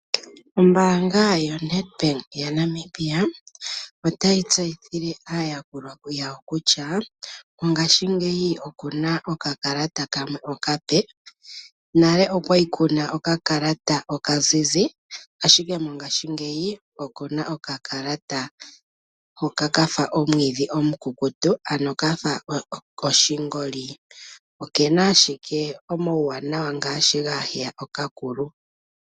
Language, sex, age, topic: Oshiwambo, female, 25-35, finance